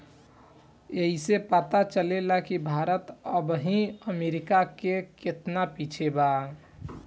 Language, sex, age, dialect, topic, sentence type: Bhojpuri, male, 18-24, Southern / Standard, banking, statement